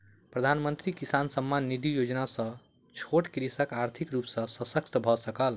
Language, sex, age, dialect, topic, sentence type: Maithili, male, 25-30, Southern/Standard, agriculture, statement